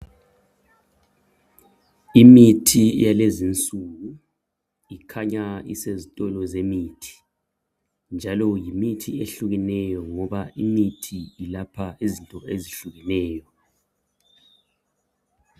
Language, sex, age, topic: North Ndebele, male, 50+, health